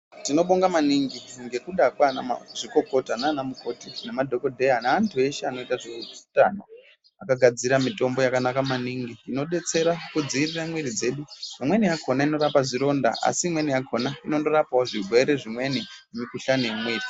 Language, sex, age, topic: Ndau, female, 18-24, health